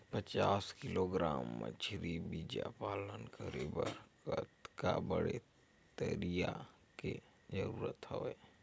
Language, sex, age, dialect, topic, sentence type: Chhattisgarhi, male, 18-24, Northern/Bhandar, agriculture, question